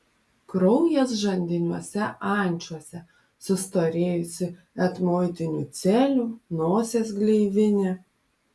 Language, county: Lithuanian, Panevėžys